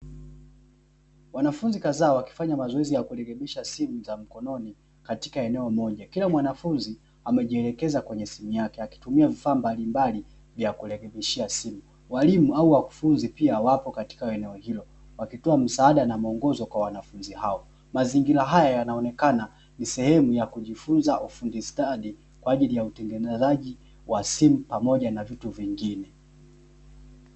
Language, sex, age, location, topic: Swahili, male, 18-24, Dar es Salaam, education